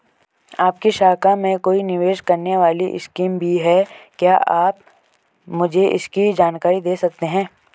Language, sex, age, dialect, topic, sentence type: Hindi, male, 25-30, Garhwali, banking, question